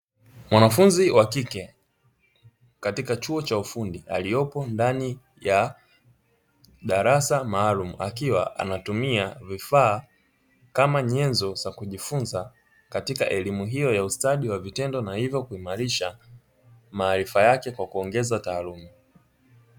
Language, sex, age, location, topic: Swahili, male, 25-35, Dar es Salaam, education